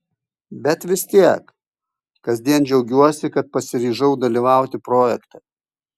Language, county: Lithuanian, Kaunas